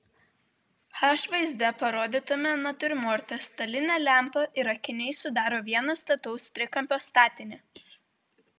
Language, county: Lithuanian, Vilnius